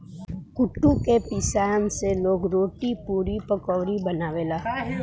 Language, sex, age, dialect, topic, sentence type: Bhojpuri, male, 18-24, Northern, agriculture, statement